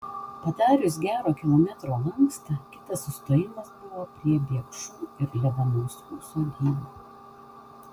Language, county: Lithuanian, Vilnius